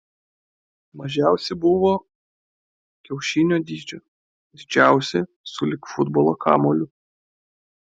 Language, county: Lithuanian, Klaipėda